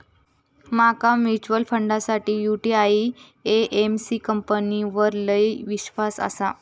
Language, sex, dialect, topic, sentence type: Marathi, female, Southern Konkan, banking, statement